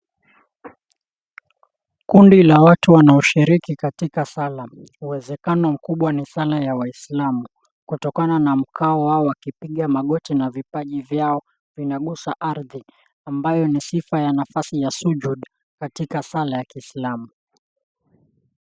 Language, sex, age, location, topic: Swahili, male, 18-24, Mombasa, government